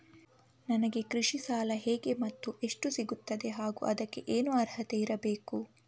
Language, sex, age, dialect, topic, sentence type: Kannada, female, 18-24, Coastal/Dakshin, agriculture, question